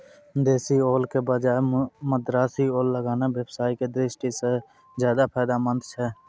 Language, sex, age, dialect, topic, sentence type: Maithili, male, 18-24, Angika, agriculture, statement